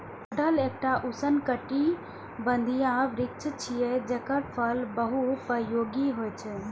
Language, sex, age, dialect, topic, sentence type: Maithili, female, 25-30, Eastern / Thethi, agriculture, statement